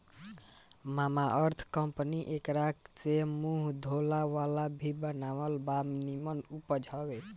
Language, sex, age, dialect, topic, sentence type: Bhojpuri, male, 18-24, Southern / Standard, agriculture, statement